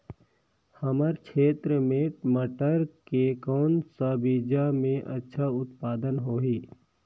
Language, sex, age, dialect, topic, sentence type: Chhattisgarhi, male, 18-24, Northern/Bhandar, agriculture, question